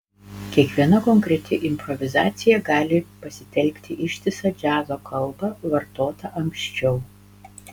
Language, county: Lithuanian, Panevėžys